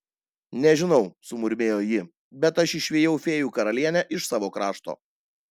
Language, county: Lithuanian, Panevėžys